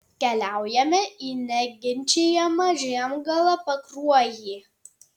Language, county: Lithuanian, Tauragė